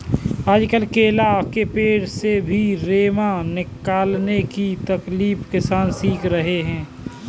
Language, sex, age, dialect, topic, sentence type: Hindi, male, 25-30, Kanauji Braj Bhasha, agriculture, statement